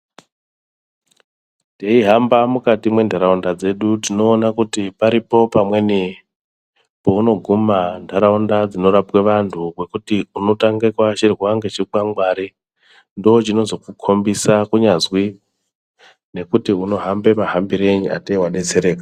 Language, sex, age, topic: Ndau, male, 25-35, health